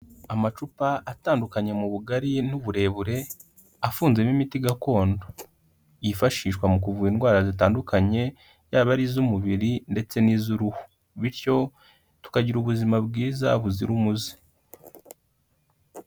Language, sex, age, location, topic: Kinyarwanda, male, 18-24, Kigali, health